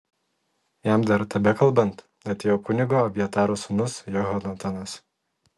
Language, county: Lithuanian, Telšiai